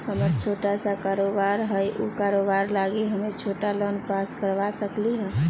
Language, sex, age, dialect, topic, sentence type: Magahi, female, 18-24, Western, banking, question